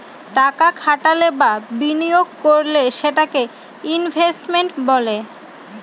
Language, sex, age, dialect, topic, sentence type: Bengali, female, 25-30, Northern/Varendri, banking, statement